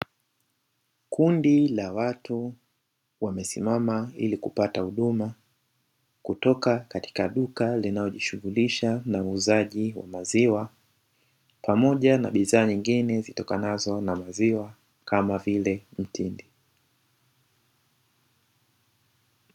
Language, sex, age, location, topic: Swahili, male, 18-24, Dar es Salaam, finance